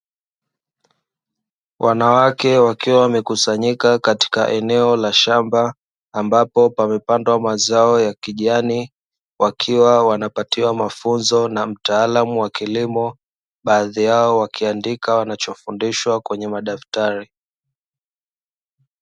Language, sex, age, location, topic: Swahili, male, 25-35, Dar es Salaam, education